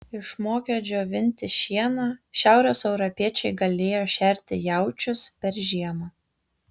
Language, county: Lithuanian, Tauragė